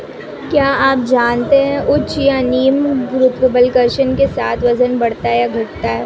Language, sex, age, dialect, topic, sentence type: Hindi, female, 18-24, Marwari Dhudhari, agriculture, statement